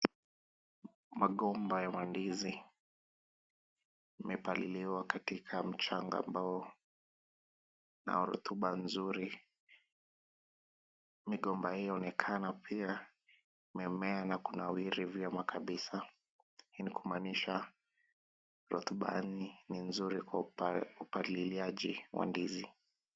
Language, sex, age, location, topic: Swahili, male, 25-35, Kisumu, agriculture